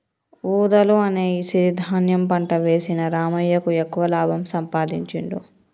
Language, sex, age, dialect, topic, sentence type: Telugu, male, 25-30, Telangana, agriculture, statement